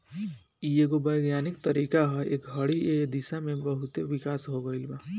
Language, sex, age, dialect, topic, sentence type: Bhojpuri, male, 18-24, Southern / Standard, agriculture, statement